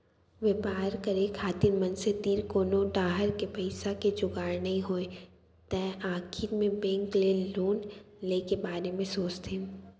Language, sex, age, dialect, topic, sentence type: Chhattisgarhi, female, 18-24, Central, banking, statement